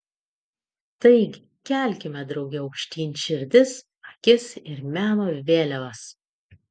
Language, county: Lithuanian, Utena